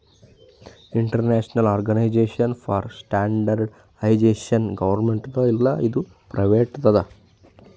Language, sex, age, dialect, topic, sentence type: Kannada, male, 25-30, Northeastern, banking, statement